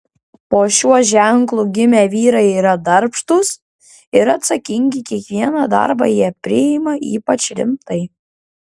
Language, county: Lithuanian, Klaipėda